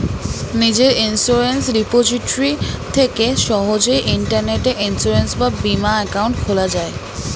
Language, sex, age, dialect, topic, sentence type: Bengali, female, 18-24, Standard Colloquial, banking, statement